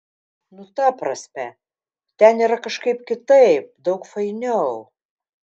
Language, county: Lithuanian, Telšiai